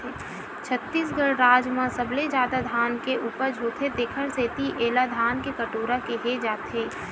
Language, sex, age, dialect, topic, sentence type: Chhattisgarhi, female, 18-24, Western/Budati/Khatahi, agriculture, statement